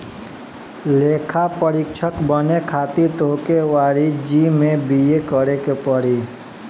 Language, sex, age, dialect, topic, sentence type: Bhojpuri, male, 18-24, Northern, banking, statement